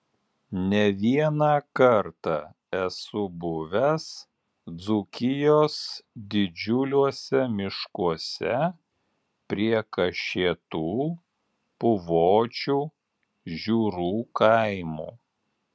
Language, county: Lithuanian, Alytus